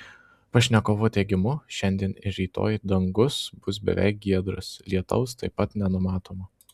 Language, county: Lithuanian, Marijampolė